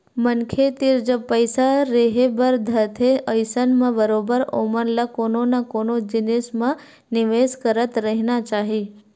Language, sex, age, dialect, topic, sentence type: Chhattisgarhi, female, 25-30, Western/Budati/Khatahi, banking, statement